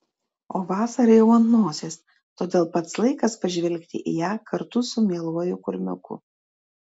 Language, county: Lithuanian, Telšiai